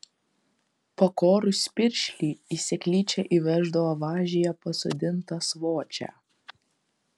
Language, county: Lithuanian, Kaunas